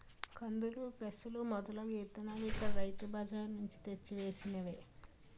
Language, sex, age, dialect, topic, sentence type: Telugu, female, 18-24, Utterandhra, agriculture, statement